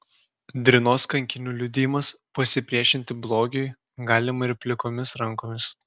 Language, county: Lithuanian, Klaipėda